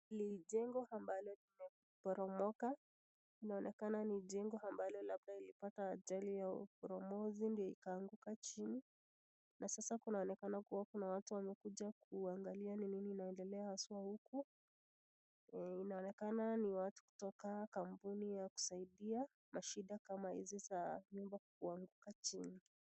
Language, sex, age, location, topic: Swahili, female, 25-35, Nakuru, health